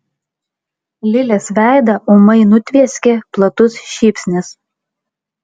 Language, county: Lithuanian, Klaipėda